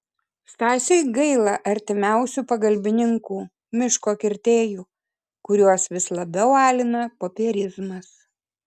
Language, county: Lithuanian, Kaunas